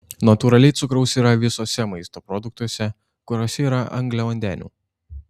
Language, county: Lithuanian, Šiauliai